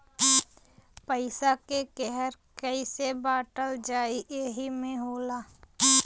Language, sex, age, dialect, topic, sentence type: Bhojpuri, female, 18-24, Western, banking, statement